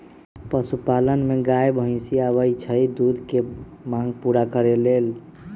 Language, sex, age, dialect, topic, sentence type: Magahi, male, 25-30, Western, agriculture, statement